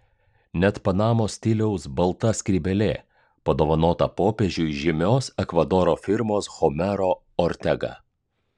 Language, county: Lithuanian, Klaipėda